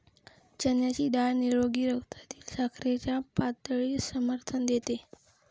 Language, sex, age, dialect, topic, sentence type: Marathi, female, 18-24, Varhadi, agriculture, statement